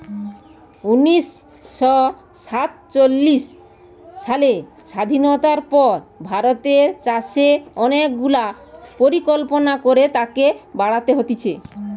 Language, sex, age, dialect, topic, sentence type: Bengali, female, 18-24, Western, agriculture, statement